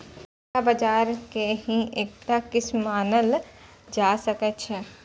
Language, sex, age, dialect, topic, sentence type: Maithili, female, 18-24, Eastern / Thethi, agriculture, statement